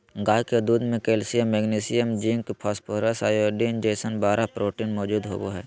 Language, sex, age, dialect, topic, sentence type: Magahi, male, 25-30, Southern, agriculture, statement